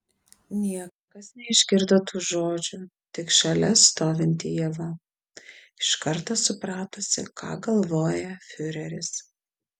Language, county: Lithuanian, Vilnius